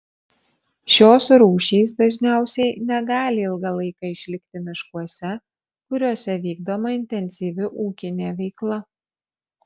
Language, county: Lithuanian, Marijampolė